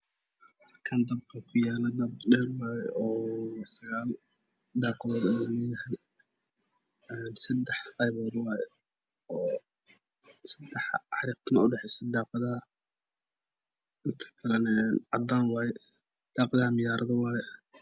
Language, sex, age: Somali, male, 18-24